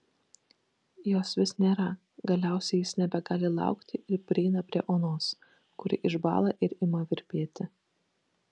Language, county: Lithuanian, Kaunas